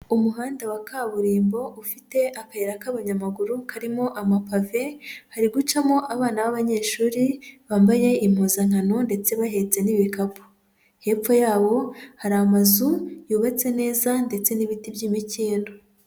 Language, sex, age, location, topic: Kinyarwanda, female, 25-35, Huye, education